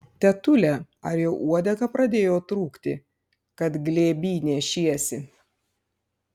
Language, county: Lithuanian, Panevėžys